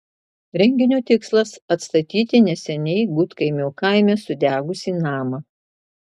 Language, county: Lithuanian, Marijampolė